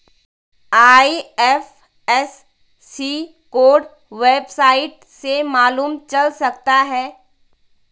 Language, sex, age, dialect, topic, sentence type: Hindi, female, 18-24, Garhwali, banking, statement